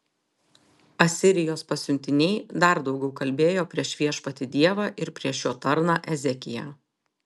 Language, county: Lithuanian, Telšiai